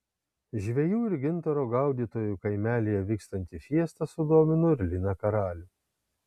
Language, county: Lithuanian, Kaunas